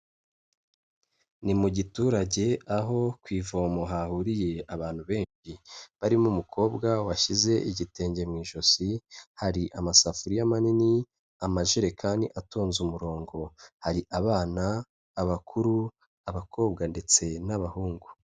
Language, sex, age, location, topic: Kinyarwanda, male, 25-35, Kigali, health